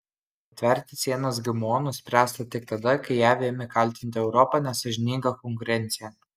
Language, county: Lithuanian, Kaunas